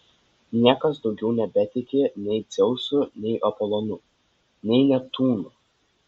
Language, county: Lithuanian, Vilnius